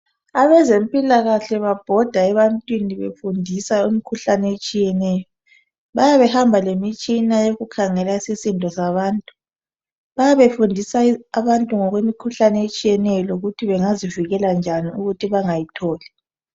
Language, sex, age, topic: North Ndebele, female, 25-35, health